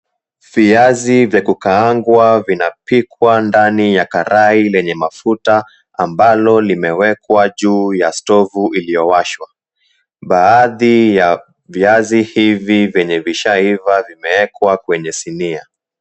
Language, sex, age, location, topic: Swahili, male, 18-24, Mombasa, agriculture